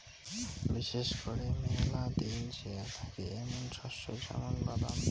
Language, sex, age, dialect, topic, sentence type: Bengali, male, 18-24, Rajbangshi, agriculture, statement